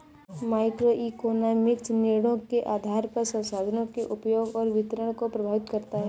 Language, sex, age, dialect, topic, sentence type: Hindi, female, 25-30, Awadhi Bundeli, banking, statement